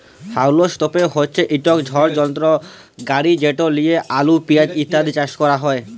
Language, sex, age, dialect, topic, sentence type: Bengali, male, 18-24, Jharkhandi, agriculture, statement